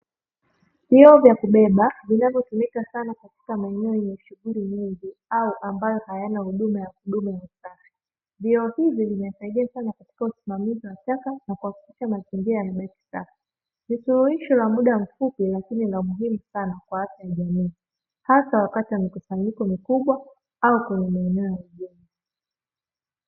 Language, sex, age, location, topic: Swahili, female, 18-24, Dar es Salaam, government